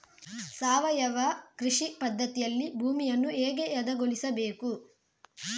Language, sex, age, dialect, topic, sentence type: Kannada, female, 56-60, Coastal/Dakshin, agriculture, question